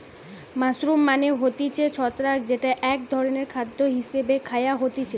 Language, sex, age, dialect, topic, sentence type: Bengali, female, 18-24, Western, agriculture, statement